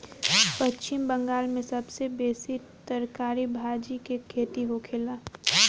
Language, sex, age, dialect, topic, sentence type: Bhojpuri, female, 18-24, Northern, agriculture, statement